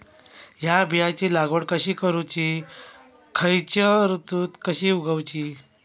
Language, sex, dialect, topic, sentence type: Marathi, male, Southern Konkan, agriculture, question